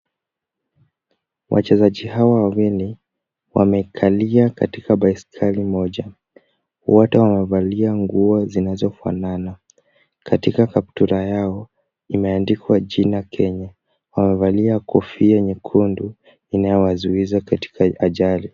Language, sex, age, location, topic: Swahili, male, 18-24, Kisumu, education